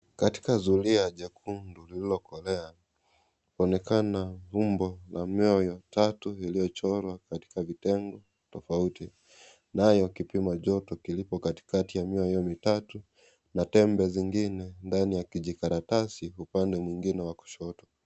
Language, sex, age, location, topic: Swahili, male, 25-35, Kisii, health